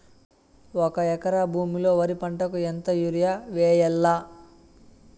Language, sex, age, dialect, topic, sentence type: Telugu, male, 18-24, Southern, agriculture, question